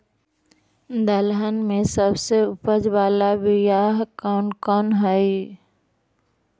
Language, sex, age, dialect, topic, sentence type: Magahi, female, 60-100, Central/Standard, agriculture, question